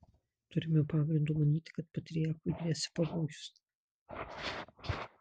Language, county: Lithuanian, Marijampolė